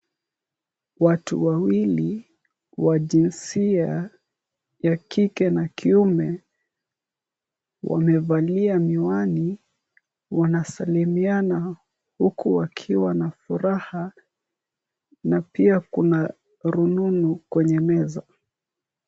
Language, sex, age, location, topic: Swahili, male, 18-24, Kisumu, government